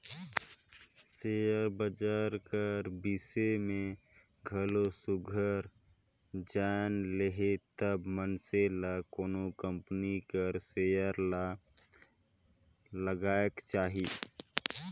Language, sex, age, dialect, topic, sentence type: Chhattisgarhi, male, 25-30, Northern/Bhandar, banking, statement